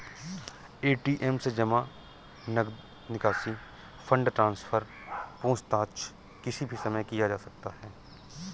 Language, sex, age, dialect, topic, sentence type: Hindi, male, 46-50, Awadhi Bundeli, banking, statement